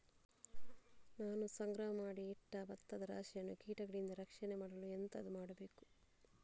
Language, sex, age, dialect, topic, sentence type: Kannada, female, 41-45, Coastal/Dakshin, agriculture, question